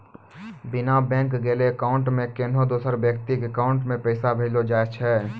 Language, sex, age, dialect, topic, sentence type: Maithili, male, 18-24, Angika, banking, statement